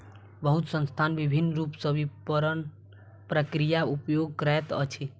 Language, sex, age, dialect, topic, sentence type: Maithili, female, 18-24, Southern/Standard, agriculture, statement